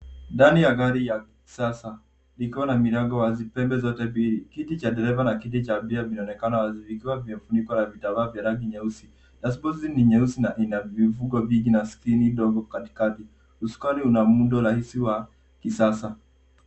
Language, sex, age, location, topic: Swahili, male, 18-24, Nairobi, finance